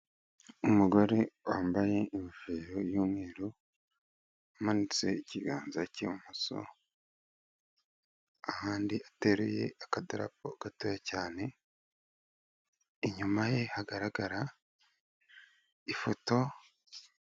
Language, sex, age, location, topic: Kinyarwanda, male, 18-24, Kigali, government